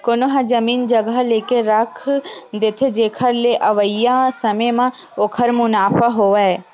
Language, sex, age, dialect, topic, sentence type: Chhattisgarhi, female, 18-24, Western/Budati/Khatahi, banking, statement